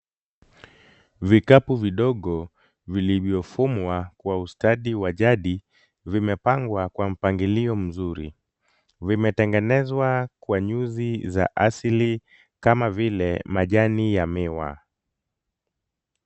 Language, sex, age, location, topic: Swahili, male, 25-35, Kisumu, finance